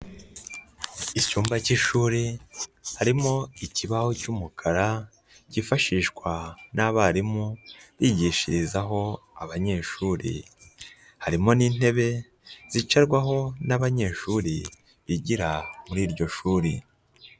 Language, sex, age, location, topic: Kinyarwanda, male, 25-35, Nyagatare, education